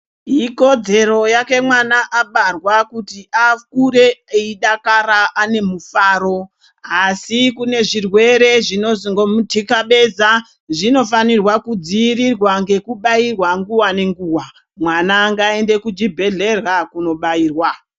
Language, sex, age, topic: Ndau, female, 36-49, health